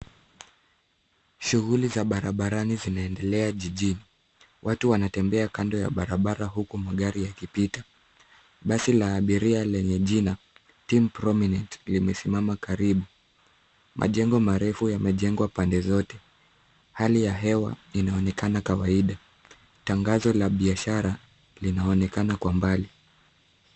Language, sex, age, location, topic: Swahili, male, 50+, Nairobi, government